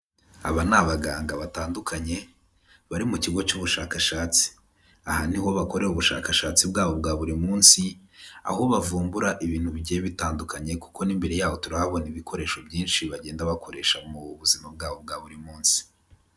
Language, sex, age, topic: Kinyarwanda, male, 18-24, health